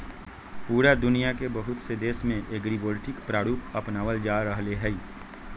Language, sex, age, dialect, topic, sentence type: Magahi, male, 31-35, Western, agriculture, statement